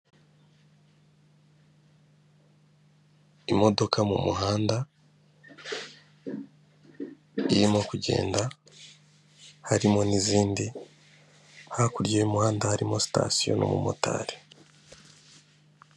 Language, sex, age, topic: Kinyarwanda, male, 25-35, government